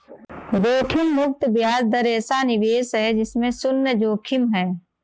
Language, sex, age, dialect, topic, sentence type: Hindi, female, 25-30, Marwari Dhudhari, banking, statement